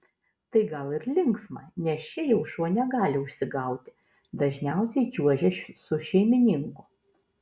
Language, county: Lithuanian, Vilnius